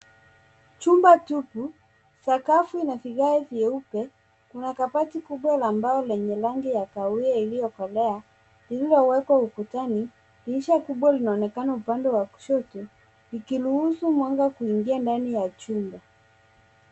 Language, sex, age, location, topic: Swahili, female, 25-35, Nairobi, education